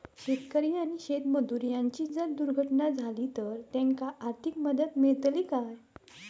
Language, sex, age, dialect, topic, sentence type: Marathi, female, 18-24, Southern Konkan, agriculture, question